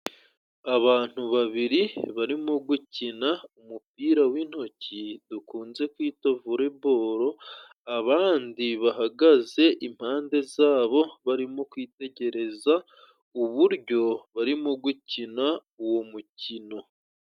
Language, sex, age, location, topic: Kinyarwanda, male, 25-35, Musanze, government